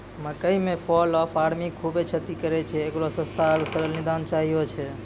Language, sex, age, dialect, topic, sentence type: Maithili, male, 18-24, Angika, agriculture, question